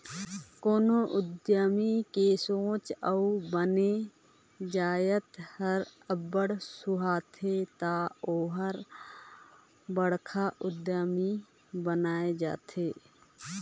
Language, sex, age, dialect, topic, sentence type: Chhattisgarhi, female, 25-30, Northern/Bhandar, banking, statement